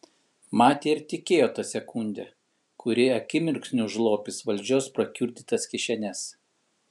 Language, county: Lithuanian, Kaunas